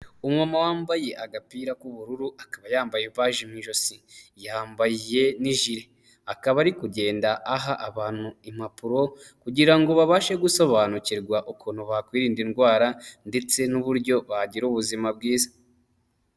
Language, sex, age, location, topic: Kinyarwanda, male, 18-24, Huye, health